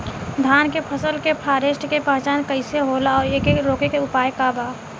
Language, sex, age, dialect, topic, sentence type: Bhojpuri, female, 18-24, Western, agriculture, question